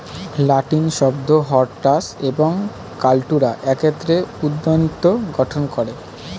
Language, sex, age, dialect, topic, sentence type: Bengali, male, 18-24, Standard Colloquial, agriculture, statement